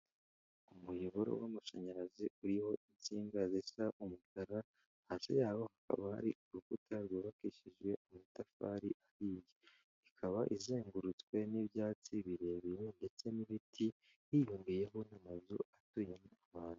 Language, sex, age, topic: Kinyarwanda, male, 18-24, government